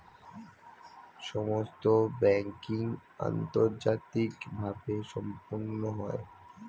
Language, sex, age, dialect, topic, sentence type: Bengali, male, 25-30, Standard Colloquial, banking, statement